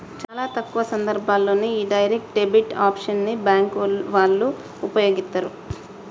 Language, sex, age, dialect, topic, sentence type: Telugu, female, 25-30, Telangana, banking, statement